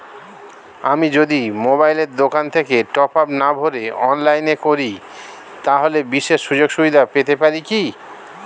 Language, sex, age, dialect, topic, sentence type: Bengali, male, 36-40, Standard Colloquial, banking, question